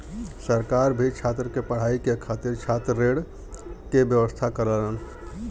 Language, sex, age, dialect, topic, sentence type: Bhojpuri, male, 31-35, Western, banking, statement